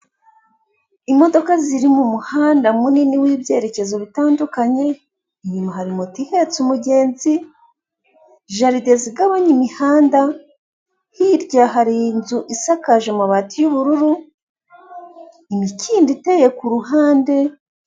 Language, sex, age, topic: Kinyarwanda, female, 36-49, government